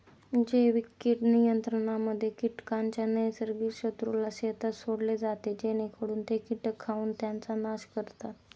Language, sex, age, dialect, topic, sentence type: Marathi, female, 18-24, Standard Marathi, agriculture, statement